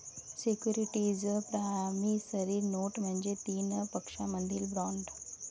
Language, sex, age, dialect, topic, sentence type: Marathi, female, 31-35, Varhadi, banking, statement